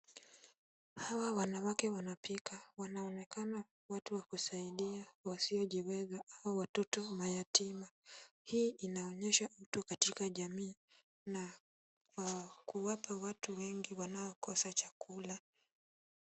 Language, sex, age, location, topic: Swahili, female, 18-24, Kisumu, agriculture